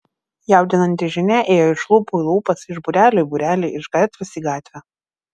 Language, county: Lithuanian, Vilnius